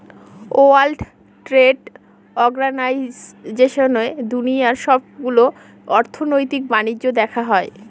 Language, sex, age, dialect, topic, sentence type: Bengali, female, 18-24, Northern/Varendri, banking, statement